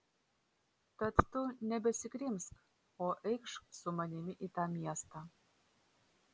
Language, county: Lithuanian, Vilnius